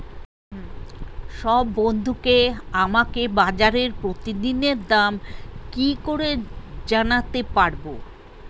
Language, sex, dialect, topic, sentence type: Bengali, female, Standard Colloquial, agriculture, question